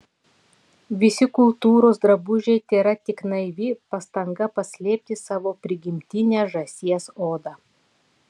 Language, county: Lithuanian, Klaipėda